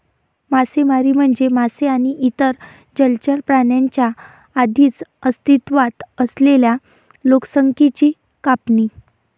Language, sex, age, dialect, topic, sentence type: Marathi, female, 18-24, Varhadi, agriculture, statement